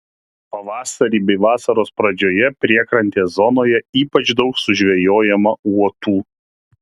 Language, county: Lithuanian, Kaunas